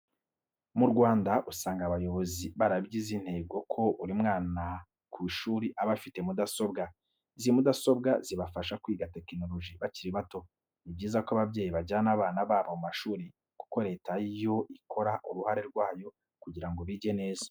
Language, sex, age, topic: Kinyarwanda, male, 25-35, education